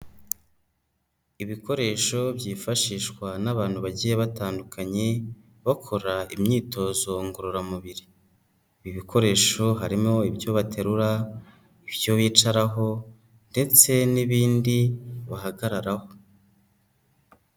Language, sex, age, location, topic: Kinyarwanda, male, 18-24, Huye, health